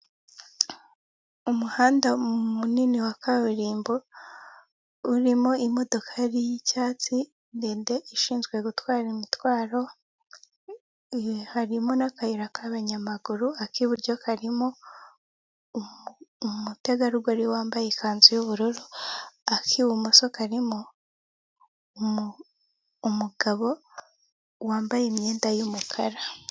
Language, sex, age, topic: Kinyarwanda, female, 18-24, government